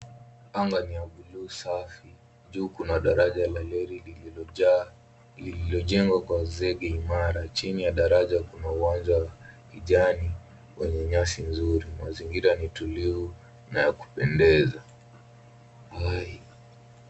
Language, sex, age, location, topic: Swahili, male, 18-24, Nairobi, government